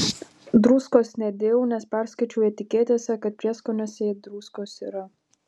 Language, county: Lithuanian, Panevėžys